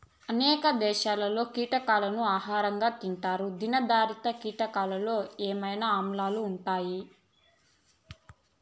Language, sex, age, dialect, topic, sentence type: Telugu, female, 25-30, Southern, agriculture, statement